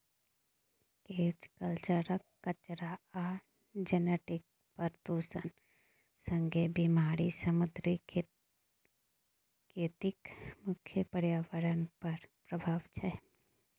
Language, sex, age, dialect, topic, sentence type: Maithili, female, 31-35, Bajjika, agriculture, statement